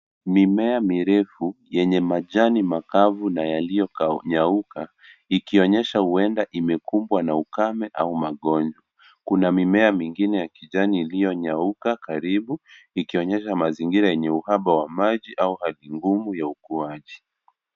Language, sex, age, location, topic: Swahili, male, 25-35, Nairobi, health